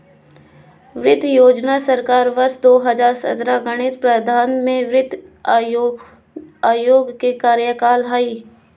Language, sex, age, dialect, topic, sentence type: Magahi, female, 25-30, Southern, banking, statement